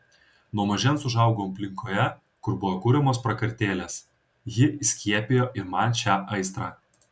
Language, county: Lithuanian, Kaunas